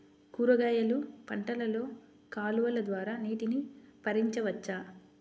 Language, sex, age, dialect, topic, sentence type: Telugu, female, 25-30, Central/Coastal, agriculture, question